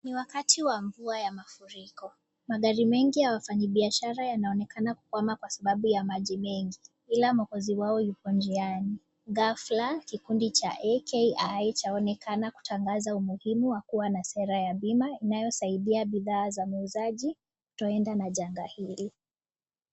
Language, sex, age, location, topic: Swahili, female, 18-24, Nakuru, finance